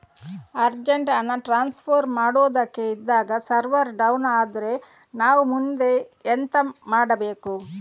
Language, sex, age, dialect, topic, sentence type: Kannada, female, 18-24, Coastal/Dakshin, banking, question